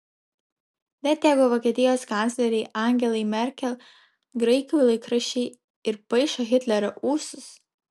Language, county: Lithuanian, Vilnius